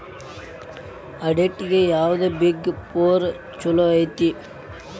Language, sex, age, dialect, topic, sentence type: Kannada, male, 18-24, Dharwad Kannada, banking, statement